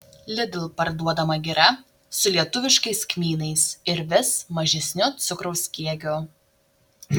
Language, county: Lithuanian, Šiauliai